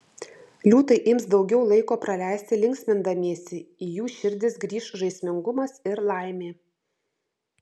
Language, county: Lithuanian, Vilnius